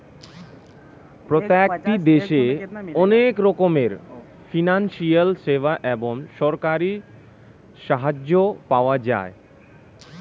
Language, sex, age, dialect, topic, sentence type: Bengali, male, 18-24, Standard Colloquial, banking, statement